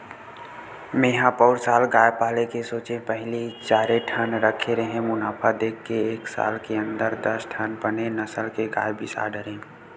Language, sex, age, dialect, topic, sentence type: Chhattisgarhi, male, 18-24, Western/Budati/Khatahi, agriculture, statement